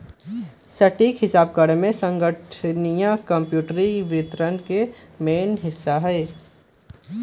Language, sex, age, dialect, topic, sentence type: Magahi, male, 18-24, Western, banking, statement